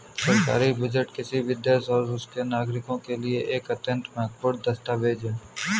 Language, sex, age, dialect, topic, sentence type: Hindi, male, 18-24, Kanauji Braj Bhasha, banking, statement